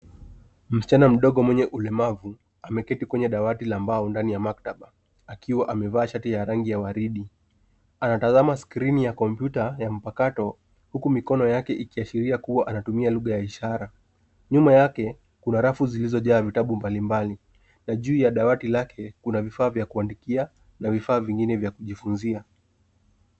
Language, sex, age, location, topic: Swahili, male, 18-24, Nairobi, education